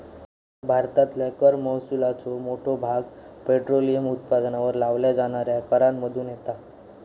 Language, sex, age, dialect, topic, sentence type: Marathi, male, 46-50, Southern Konkan, banking, statement